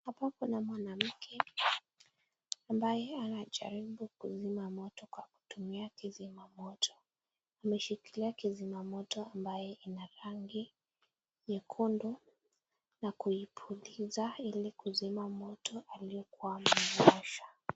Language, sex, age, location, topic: Swahili, female, 18-24, Nakuru, health